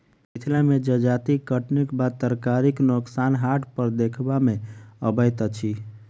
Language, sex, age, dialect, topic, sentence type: Maithili, male, 41-45, Southern/Standard, agriculture, statement